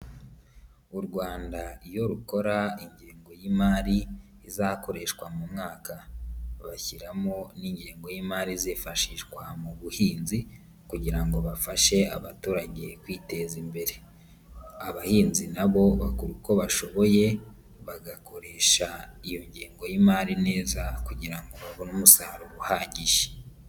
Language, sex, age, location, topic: Kinyarwanda, female, 18-24, Nyagatare, agriculture